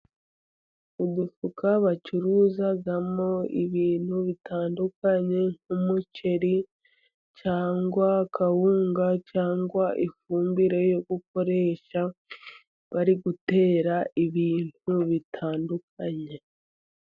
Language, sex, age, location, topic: Kinyarwanda, female, 50+, Musanze, agriculture